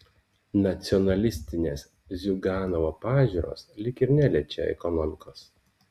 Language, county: Lithuanian, Vilnius